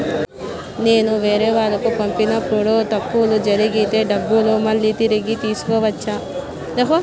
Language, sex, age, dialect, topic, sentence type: Telugu, female, 31-35, Southern, banking, question